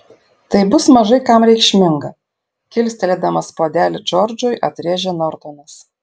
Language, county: Lithuanian, Šiauliai